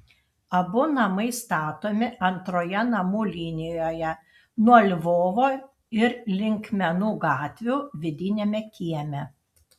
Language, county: Lithuanian, Panevėžys